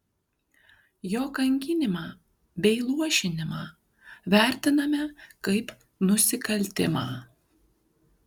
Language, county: Lithuanian, Kaunas